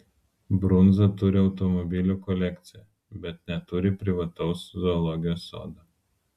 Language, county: Lithuanian, Vilnius